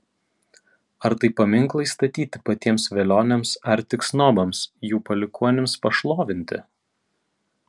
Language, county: Lithuanian, Vilnius